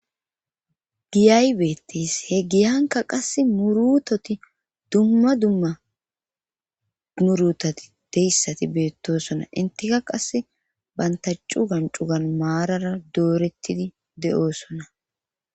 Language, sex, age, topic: Gamo, female, 25-35, government